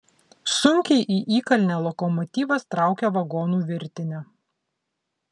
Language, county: Lithuanian, Vilnius